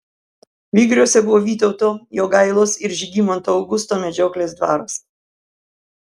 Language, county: Lithuanian, Kaunas